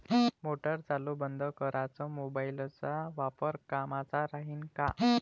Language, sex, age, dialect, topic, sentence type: Marathi, male, 25-30, Varhadi, agriculture, question